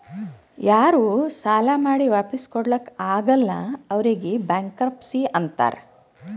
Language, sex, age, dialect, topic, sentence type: Kannada, female, 36-40, Northeastern, banking, statement